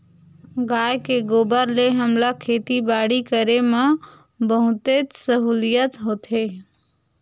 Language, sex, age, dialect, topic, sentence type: Chhattisgarhi, female, 46-50, Western/Budati/Khatahi, agriculture, statement